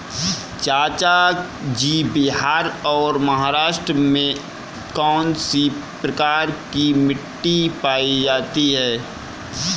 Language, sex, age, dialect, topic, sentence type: Hindi, male, 25-30, Kanauji Braj Bhasha, agriculture, statement